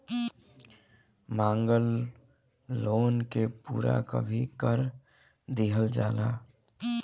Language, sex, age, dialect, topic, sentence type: Bhojpuri, male, 25-30, Southern / Standard, banking, statement